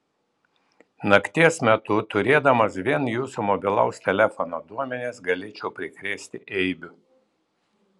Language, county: Lithuanian, Vilnius